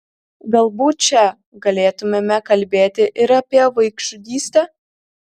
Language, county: Lithuanian, Kaunas